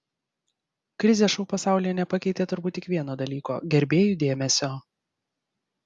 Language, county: Lithuanian, Vilnius